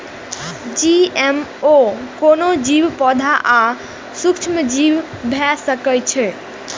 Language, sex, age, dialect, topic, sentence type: Maithili, female, 18-24, Eastern / Thethi, agriculture, statement